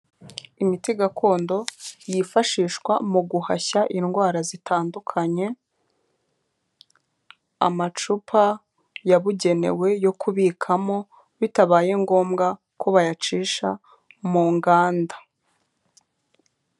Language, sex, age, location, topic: Kinyarwanda, female, 25-35, Kigali, health